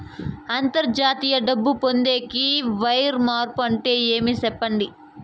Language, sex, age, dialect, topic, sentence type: Telugu, female, 25-30, Southern, banking, question